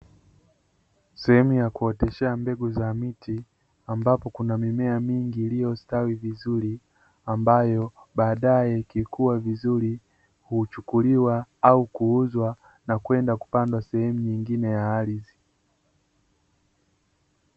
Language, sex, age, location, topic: Swahili, male, 25-35, Dar es Salaam, agriculture